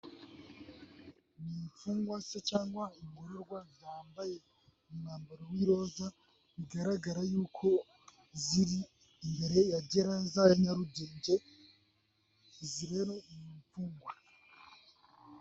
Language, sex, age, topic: Kinyarwanda, male, 18-24, government